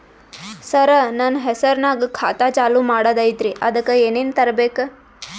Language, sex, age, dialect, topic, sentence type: Kannada, female, 18-24, Northeastern, banking, question